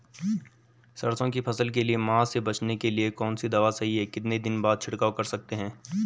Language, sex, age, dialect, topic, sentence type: Hindi, male, 18-24, Garhwali, agriculture, question